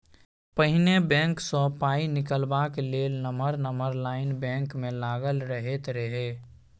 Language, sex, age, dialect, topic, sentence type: Maithili, male, 18-24, Bajjika, banking, statement